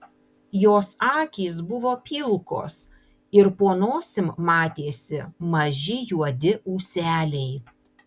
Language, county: Lithuanian, Panevėžys